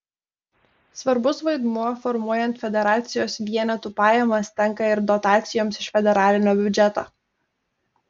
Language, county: Lithuanian, Telšiai